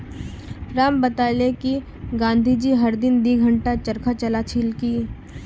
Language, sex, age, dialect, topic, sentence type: Magahi, female, 25-30, Northeastern/Surjapuri, agriculture, statement